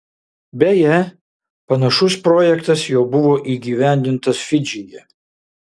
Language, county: Lithuanian, Šiauliai